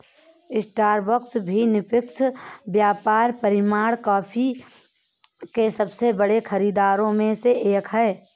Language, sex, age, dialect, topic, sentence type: Hindi, female, 31-35, Awadhi Bundeli, banking, statement